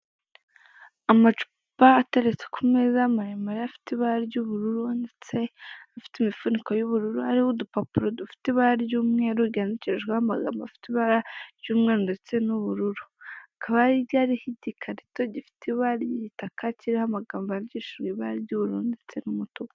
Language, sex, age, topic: Kinyarwanda, female, 18-24, finance